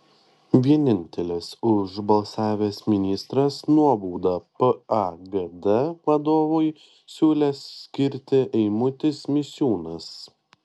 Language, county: Lithuanian, Panevėžys